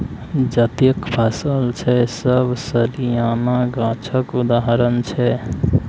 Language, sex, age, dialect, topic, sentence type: Maithili, male, 18-24, Bajjika, agriculture, statement